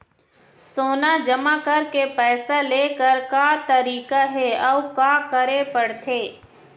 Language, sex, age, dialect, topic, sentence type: Chhattisgarhi, female, 25-30, Eastern, banking, question